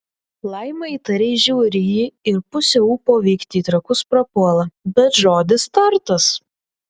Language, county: Lithuanian, Vilnius